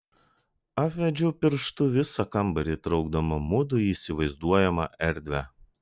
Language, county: Lithuanian, Vilnius